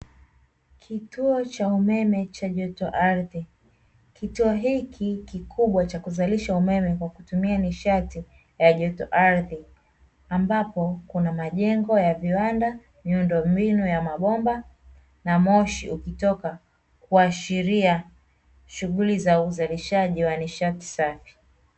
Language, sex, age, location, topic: Swahili, female, 25-35, Dar es Salaam, government